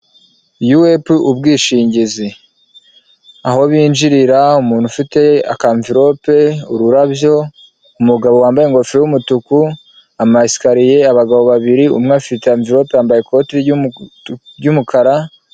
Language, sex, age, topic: Kinyarwanda, male, 25-35, finance